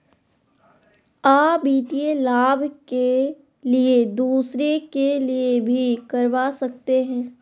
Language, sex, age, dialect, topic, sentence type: Magahi, female, 18-24, Southern, banking, question